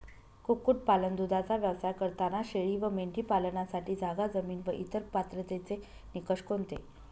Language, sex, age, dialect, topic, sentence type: Marathi, female, 18-24, Northern Konkan, agriculture, question